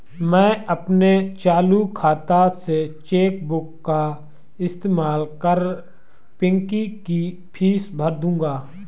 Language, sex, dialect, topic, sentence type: Hindi, male, Marwari Dhudhari, banking, statement